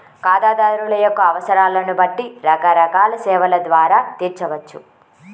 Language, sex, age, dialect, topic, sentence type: Telugu, female, 18-24, Central/Coastal, banking, statement